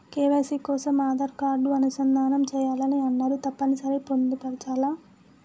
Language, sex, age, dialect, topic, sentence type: Telugu, female, 18-24, Telangana, banking, question